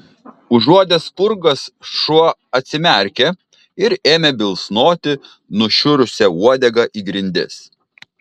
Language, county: Lithuanian, Kaunas